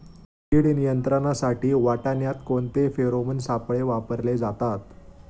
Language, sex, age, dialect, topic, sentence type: Marathi, male, 25-30, Standard Marathi, agriculture, question